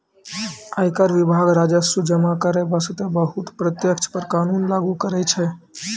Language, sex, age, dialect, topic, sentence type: Maithili, male, 18-24, Angika, banking, statement